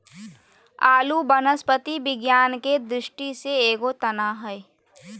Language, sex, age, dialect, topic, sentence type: Magahi, female, 18-24, Southern, agriculture, statement